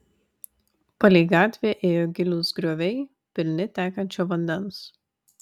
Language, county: Lithuanian, Vilnius